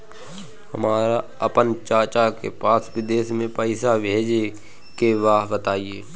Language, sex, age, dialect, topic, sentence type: Bhojpuri, male, 25-30, Northern, banking, question